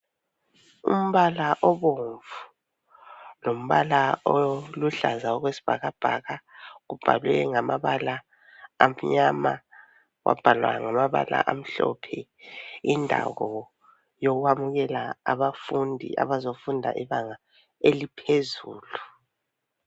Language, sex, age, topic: North Ndebele, female, 50+, education